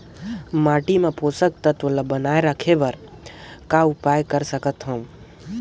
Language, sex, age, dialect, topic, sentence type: Chhattisgarhi, male, 18-24, Northern/Bhandar, agriculture, question